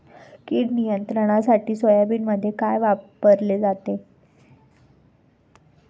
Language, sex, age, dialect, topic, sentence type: Marathi, female, 25-30, Standard Marathi, agriculture, question